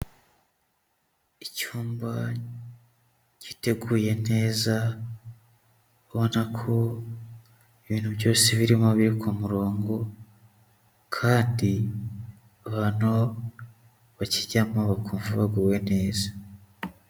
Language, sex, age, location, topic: Kinyarwanda, male, 25-35, Huye, education